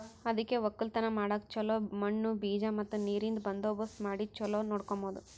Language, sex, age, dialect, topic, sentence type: Kannada, female, 18-24, Northeastern, agriculture, statement